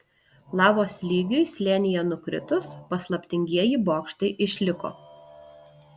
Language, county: Lithuanian, Alytus